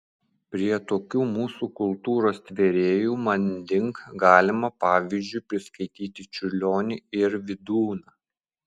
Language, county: Lithuanian, Vilnius